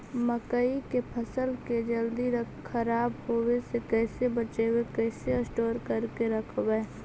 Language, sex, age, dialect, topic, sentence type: Magahi, female, 18-24, Central/Standard, agriculture, question